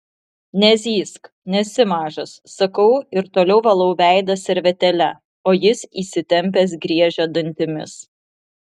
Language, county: Lithuanian, Vilnius